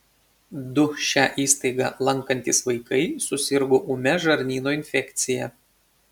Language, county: Lithuanian, Šiauliai